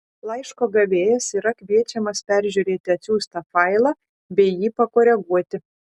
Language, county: Lithuanian, Šiauliai